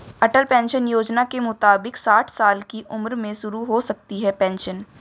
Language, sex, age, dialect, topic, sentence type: Hindi, female, 18-24, Marwari Dhudhari, banking, statement